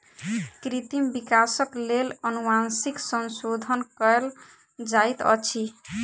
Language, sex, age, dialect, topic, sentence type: Maithili, female, 18-24, Southern/Standard, agriculture, statement